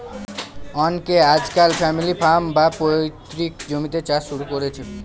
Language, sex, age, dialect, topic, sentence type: Bengali, male, 18-24, Northern/Varendri, agriculture, statement